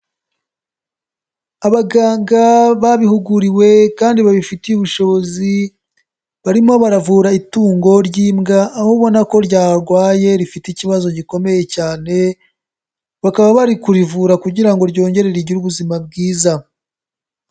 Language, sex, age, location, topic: Kinyarwanda, male, 18-24, Nyagatare, agriculture